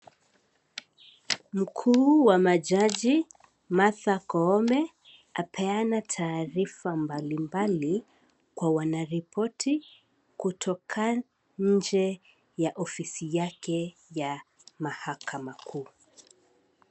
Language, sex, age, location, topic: Swahili, female, 18-24, Kisii, government